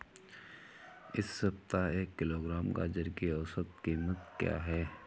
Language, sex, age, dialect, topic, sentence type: Hindi, male, 18-24, Awadhi Bundeli, agriculture, question